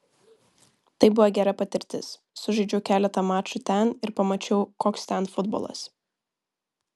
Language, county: Lithuanian, Vilnius